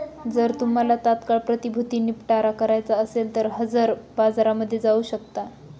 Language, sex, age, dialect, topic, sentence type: Marathi, female, 25-30, Northern Konkan, banking, statement